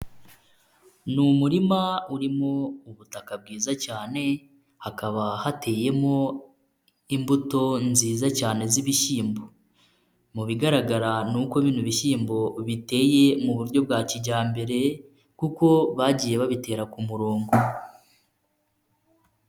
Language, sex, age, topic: Kinyarwanda, female, 25-35, agriculture